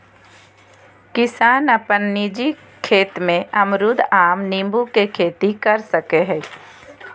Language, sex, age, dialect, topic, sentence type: Magahi, female, 31-35, Southern, agriculture, statement